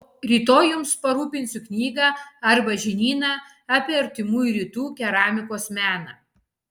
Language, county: Lithuanian, Kaunas